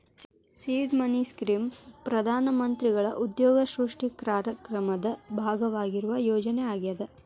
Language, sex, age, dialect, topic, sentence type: Kannada, female, 25-30, Dharwad Kannada, banking, statement